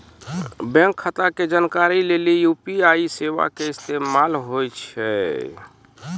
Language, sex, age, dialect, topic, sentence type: Maithili, male, 46-50, Angika, banking, statement